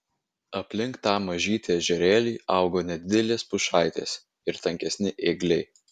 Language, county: Lithuanian, Vilnius